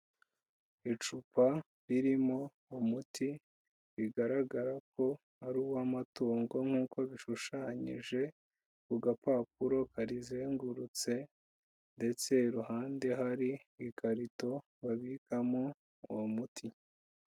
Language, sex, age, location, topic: Kinyarwanda, female, 25-35, Kigali, agriculture